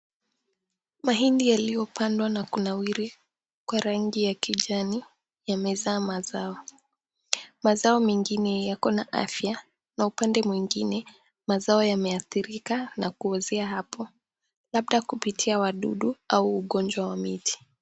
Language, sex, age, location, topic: Swahili, female, 18-24, Mombasa, agriculture